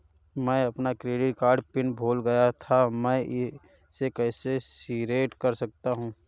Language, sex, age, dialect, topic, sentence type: Hindi, male, 31-35, Awadhi Bundeli, banking, question